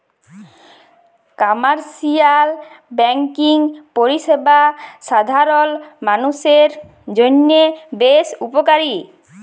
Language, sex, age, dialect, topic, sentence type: Bengali, female, 25-30, Jharkhandi, banking, statement